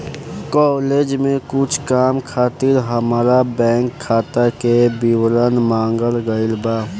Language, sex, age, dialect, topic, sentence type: Bhojpuri, male, <18, Southern / Standard, banking, statement